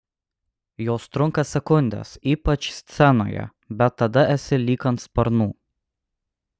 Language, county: Lithuanian, Alytus